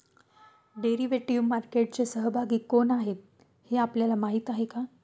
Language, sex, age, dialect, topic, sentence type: Marathi, female, 31-35, Standard Marathi, banking, statement